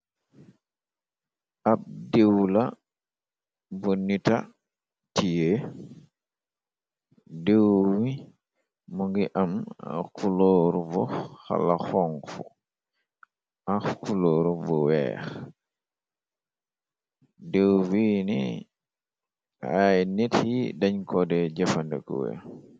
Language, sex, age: Wolof, male, 25-35